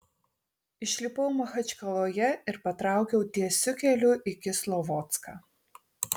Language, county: Lithuanian, Tauragė